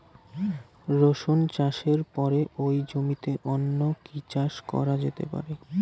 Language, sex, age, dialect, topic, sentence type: Bengali, male, 18-24, Rajbangshi, agriculture, question